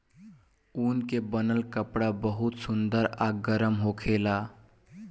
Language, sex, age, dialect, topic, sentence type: Bhojpuri, male, 18-24, Southern / Standard, agriculture, statement